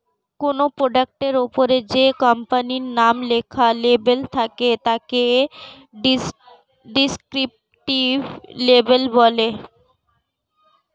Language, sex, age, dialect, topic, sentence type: Bengali, female, 18-24, Standard Colloquial, banking, statement